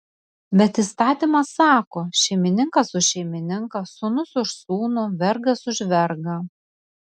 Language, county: Lithuanian, Vilnius